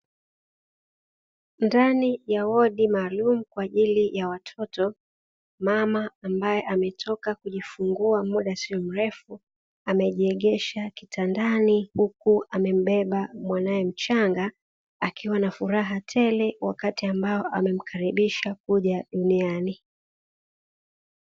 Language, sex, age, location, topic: Swahili, female, 25-35, Dar es Salaam, health